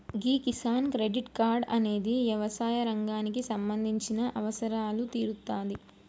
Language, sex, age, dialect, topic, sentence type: Telugu, male, 18-24, Telangana, agriculture, statement